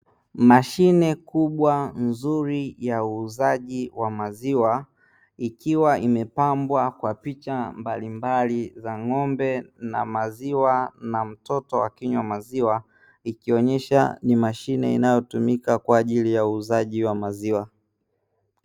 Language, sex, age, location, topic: Swahili, male, 18-24, Dar es Salaam, finance